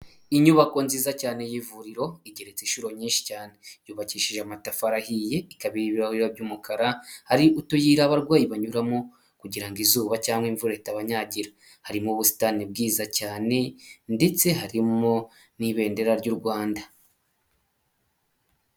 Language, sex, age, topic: Kinyarwanda, male, 25-35, health